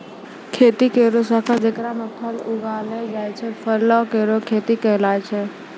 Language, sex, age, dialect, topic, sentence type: Maithili, female, 60-100, Angika, agriculture, statement